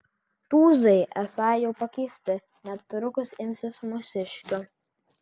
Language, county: Lithuanian, Vilnius